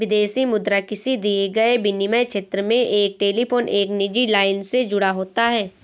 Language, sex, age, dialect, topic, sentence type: Hindi, female, 18-24, Awadhi Bundeli, banking, statement